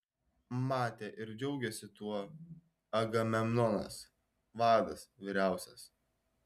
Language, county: Lithuanian, Šiauliai